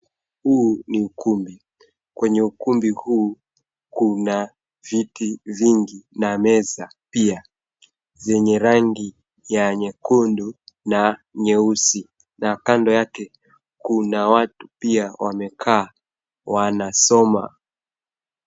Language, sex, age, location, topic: Swahili, male, 18-24, Nairobi, education